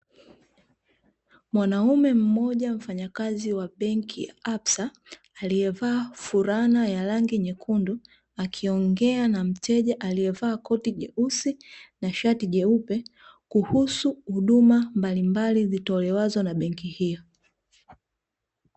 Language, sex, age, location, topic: Swahili, female, 25-35, Dar es Salaam, finance